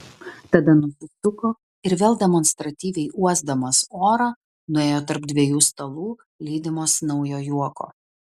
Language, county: Lithuanian, Vilnius